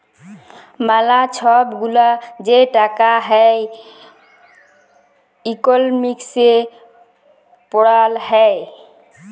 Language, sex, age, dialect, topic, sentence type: Bengali, female, 25-30, Jharkhandi, banking, statement